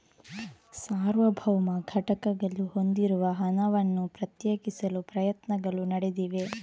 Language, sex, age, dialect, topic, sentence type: Kannada, female, 18-24, Coastal/Dakshin, banking, statement